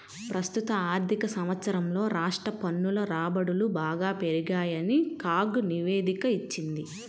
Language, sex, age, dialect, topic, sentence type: Telugu, female, 25-30, Central/Coastal, banking, statement